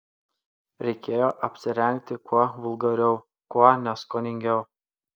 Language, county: Lithuanian, Klaipėda